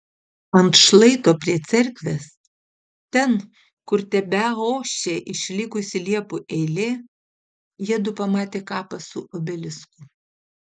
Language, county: Lithuanian, Utena